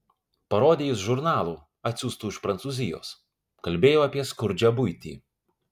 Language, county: Lithuanian, Kaunas